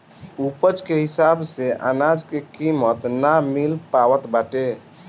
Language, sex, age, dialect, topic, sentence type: Bhojpuri, male, 60-100, Northern, agriculture, statement